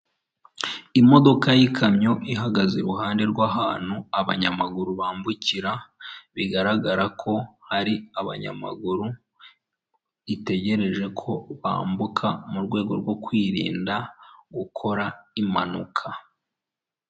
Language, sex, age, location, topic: Kinyarwanda, male, 25-35, Huye, government